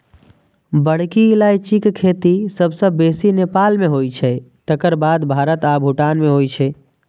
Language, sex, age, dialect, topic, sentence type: Maithili, male, 25-30, Eastern / Thethi, agriculture, statement